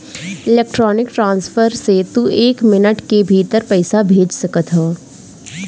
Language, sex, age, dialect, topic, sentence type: Bhojpuri, female, 18-24, Northern, banking, statement